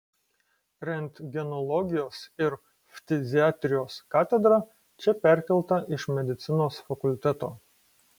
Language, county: Lithuanian, Kaunas